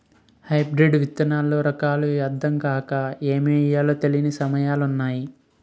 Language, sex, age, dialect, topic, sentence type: Telugu, male, 18-24, Utterandhra, agriculture, statement